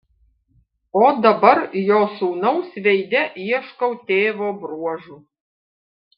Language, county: Lithuanian, Panevėžys